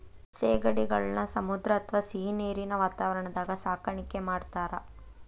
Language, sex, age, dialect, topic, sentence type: Kannada, female, 25-30, Dharwad Kannada, agriculture, statement